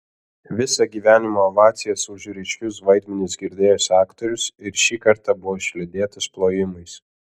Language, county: Lithuanian, Alytus